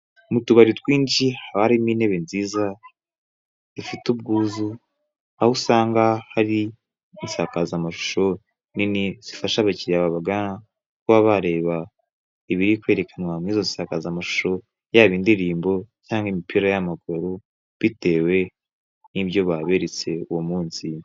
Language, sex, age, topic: Kinyarwanda, male, 18-24, finance